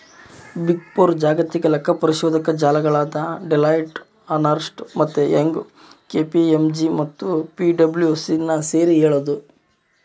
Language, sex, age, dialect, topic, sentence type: Kannada, male, 18-24, Central, banking, statement